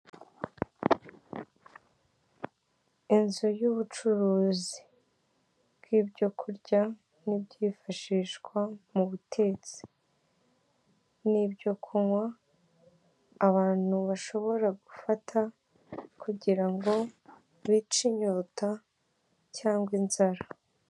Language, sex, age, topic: Kinyarwanda, female, 18-24, finance